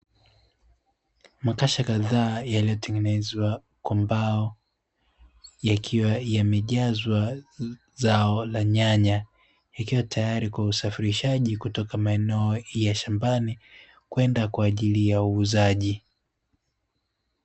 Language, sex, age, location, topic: Swahili, male, 18-24, Dar es Salaam, agriculture